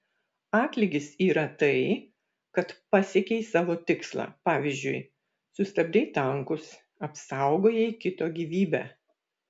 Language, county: Lithuanian, Vilnius